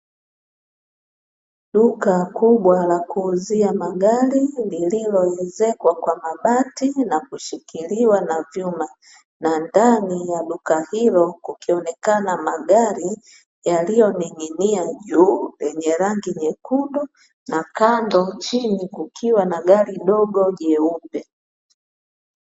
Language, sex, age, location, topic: Swahili, female, 36-49, Dar es Salaam, finance